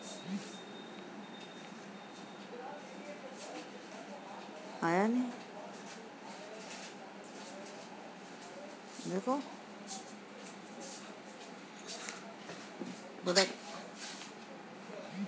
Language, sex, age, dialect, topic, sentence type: Bhojpuri, female, 51-55, Northern, agriculture, statement